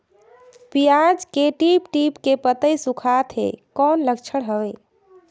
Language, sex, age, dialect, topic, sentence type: Chhattisgarhi, female, 18-24, Northern/Bhandar, agriculture, question